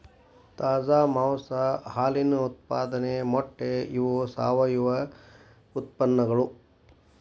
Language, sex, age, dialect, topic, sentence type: Kannada, male, 60-100, Dharwad Kannada, agriculture, statement